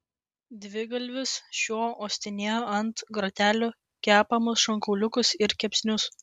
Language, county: Lithuanian, Klaipėda